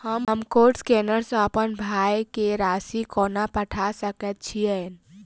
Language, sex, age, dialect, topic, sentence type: Maithili, female, 18-24, Southern/Standard, banking, question